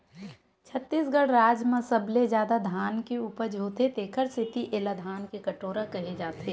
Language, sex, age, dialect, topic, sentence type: Chhattisgarhi, female, 18-24, Western/Budati/Khatahi, agriculture, statement